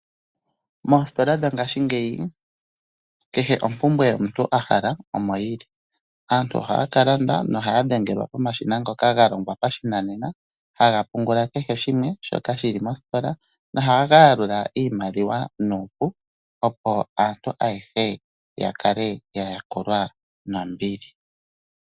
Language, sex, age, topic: Oshiwambo, male, 25-35, finance